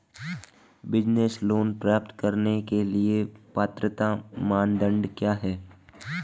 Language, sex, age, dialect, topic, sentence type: Hindi, male, 18-24, Marwari Dhudhari, banking, question